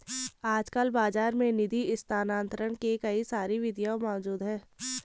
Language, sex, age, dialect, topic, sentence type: Hindi, female, 18-24, Garhwali, banking, statement